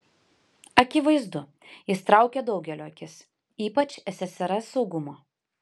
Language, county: Lithuanian, Panevėžys